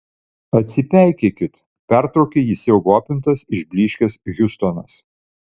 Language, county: Lithuanian, Vilnius